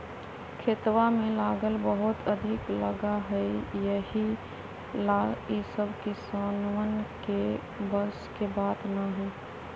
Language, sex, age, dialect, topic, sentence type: Magahi, female, 31-35, Western, agriculture, statement